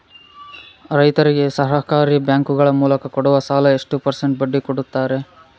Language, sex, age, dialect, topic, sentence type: Kannada, male, 41-45, Central, agriculture, question